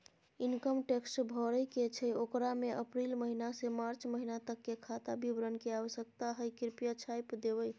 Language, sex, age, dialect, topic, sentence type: Maithili, female, 25-30, Bajjika, banking, question